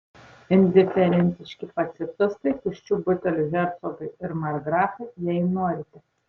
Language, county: Lithuanian, Tauragė